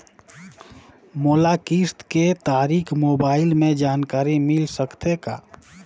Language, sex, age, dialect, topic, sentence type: Chhattisgarhi, male, 31-35, Northern/Bhandar, banking, question